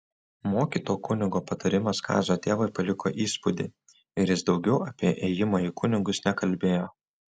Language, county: Lithuanian, Utena